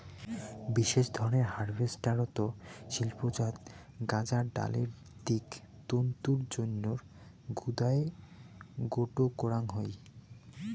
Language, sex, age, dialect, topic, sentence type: Bengali, male, 18-24, Rajbangshi, agriculture, statement